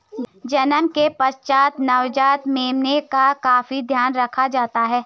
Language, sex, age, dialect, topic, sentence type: Hindi, female, 56-60, Garhwali, agriculture, statement